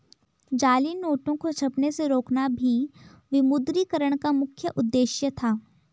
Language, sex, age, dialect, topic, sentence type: Hindi, female, 18-24, Garhwali, banking, statement